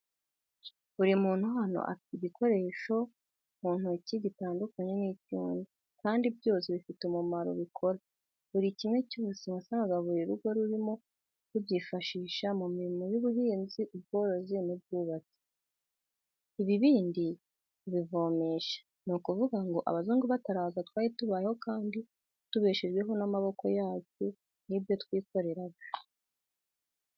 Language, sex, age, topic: Kinyarwanda, female, 18-24, education